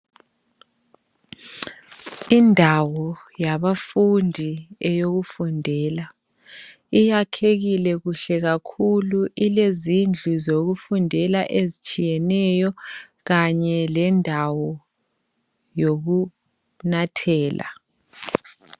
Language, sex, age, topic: North Ndebele, male, 25-35, education